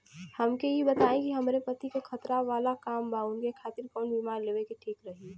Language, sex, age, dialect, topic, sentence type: Bhojpuri, female, 25-30, Western, banking, question